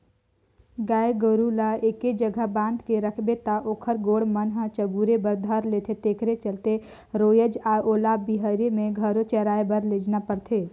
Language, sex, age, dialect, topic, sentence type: Chhattisgarhi, female, 18-24, Northern/Bhandar, agriculture, statement